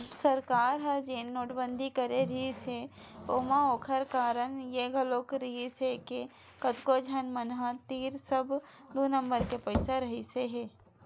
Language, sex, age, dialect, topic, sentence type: Chhattisgarhi, female, 18-24, Western/Budati/Khatahi, banking, statement